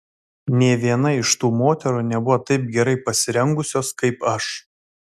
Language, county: Lithuanian, Vilnius